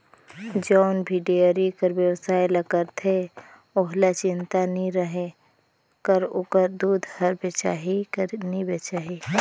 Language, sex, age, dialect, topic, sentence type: Chhattisgarhi, female, 25-30, Northern/Bhandar, agriculture, statement